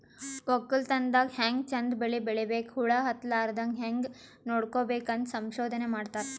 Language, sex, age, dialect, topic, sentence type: Kannada, female, 18-24, Northeastern, agriculture, statement